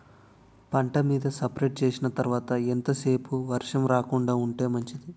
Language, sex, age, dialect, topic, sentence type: Telugu, male, 18-24, Utterandhra, agriculture, question